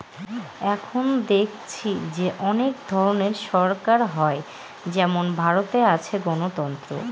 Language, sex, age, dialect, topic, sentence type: Bengali, female, 18-24, Northern/Varendri, banking, statement